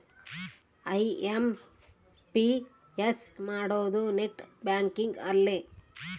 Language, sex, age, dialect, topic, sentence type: Kannada, female, 36-40, Central, banking, statement